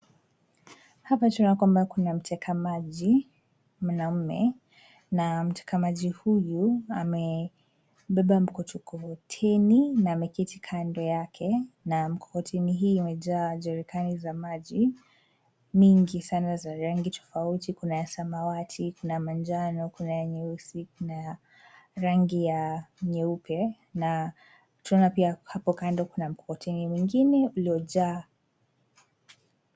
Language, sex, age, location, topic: Swahili, female, 18-24, Nairobi, government